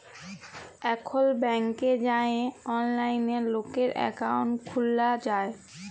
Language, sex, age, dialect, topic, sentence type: Bengali, female, 18-24, Jharkhandi, banking, statement